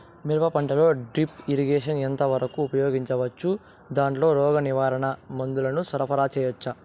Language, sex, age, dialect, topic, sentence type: Telugu, male, 18-24, Southern, agriculture, question